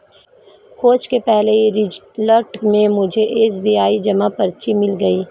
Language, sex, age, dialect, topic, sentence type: Hindi, female, 31-35, Marwari Dhudhari, banking, statement